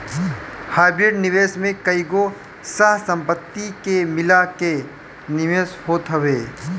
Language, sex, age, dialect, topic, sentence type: Bhojpuri, male, 25-30, Northern, banking, statement